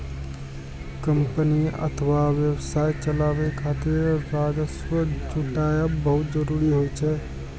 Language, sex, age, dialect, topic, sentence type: Maithili, male, 18-24, Eastern / Thethi, banking, statement